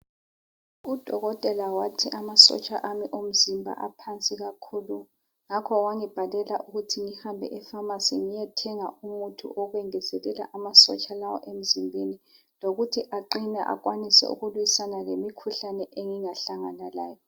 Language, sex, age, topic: North Ndebele, female, 25-35, health